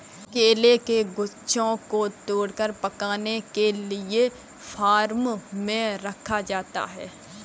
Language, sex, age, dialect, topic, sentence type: Hindi, female, 25-30, Kanauji Braj Bhasha, agriculture, statement